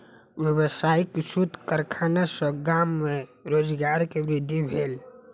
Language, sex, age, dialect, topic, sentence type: Maithili, male, 25-30, Southern/Standard, agriculture, statement